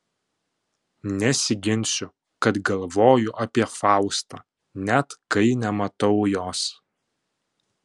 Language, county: Lithuanian, Panevėžys